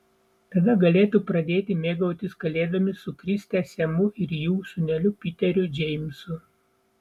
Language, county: Lithuanian, Vilnius